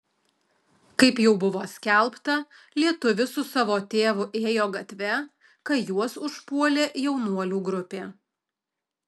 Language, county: Lithuanian, Alytus